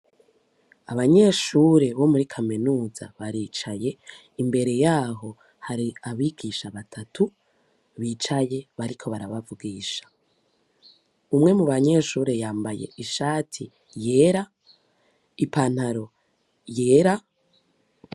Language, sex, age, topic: Rundi, female, 18-24, education